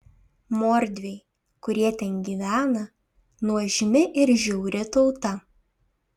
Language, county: Lithuanian, Šiauliai